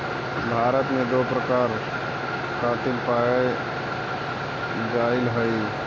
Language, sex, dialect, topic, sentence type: Magahi, male, Central/Standard, agriculture, statement